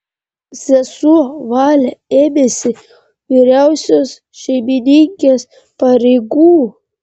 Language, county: Lithuanian, Panevėžys